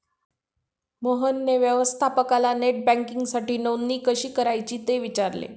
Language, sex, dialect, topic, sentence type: Marathi, female, Standard Marathi, banking, statement